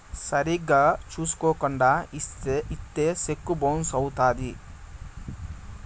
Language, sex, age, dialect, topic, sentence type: Telugu, male, 18-24, Southern, banking, statement